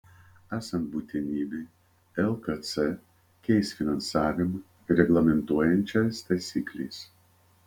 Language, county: Lithuanian, Vilnius